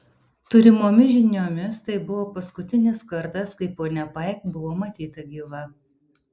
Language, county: Lithuanian, Alytus